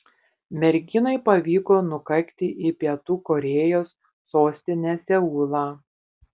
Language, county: Lithuanian, Panevėžys